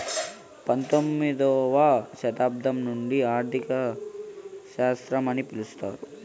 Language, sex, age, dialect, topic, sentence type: Telugu, male, 18-24, Southern, banking, statement